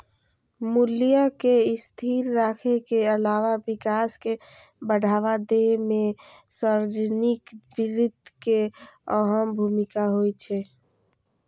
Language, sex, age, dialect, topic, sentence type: Maithili, female, 25-30, Eastern / Thethi, banking, statement